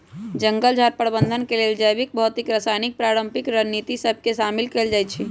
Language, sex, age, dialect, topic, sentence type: Magahi, male, 18-24, Western, agriculture, statement